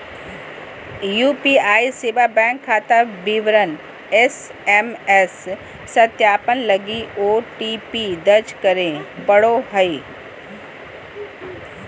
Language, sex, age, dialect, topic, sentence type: Magahi, female, 46-50, Southern, banking, statement